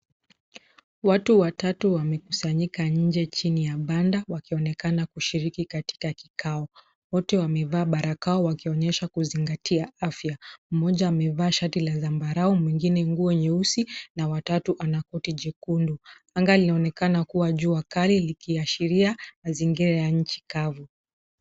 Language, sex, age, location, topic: Swahili, female, 25-35, Nairobi, health